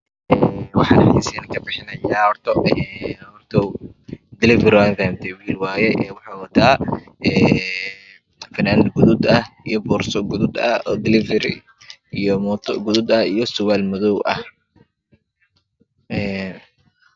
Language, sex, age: Somali, male, 25-35